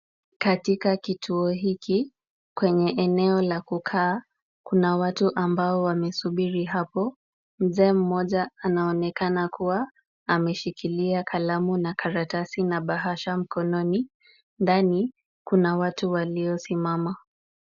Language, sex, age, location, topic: Swahili, female, 25-35, Kisumu, government